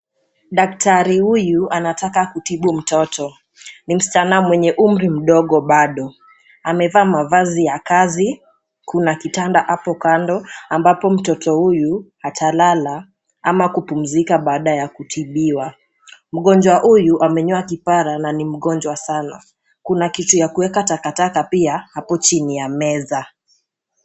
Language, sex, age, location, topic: Swahili, female, 18-24, Nakuru, health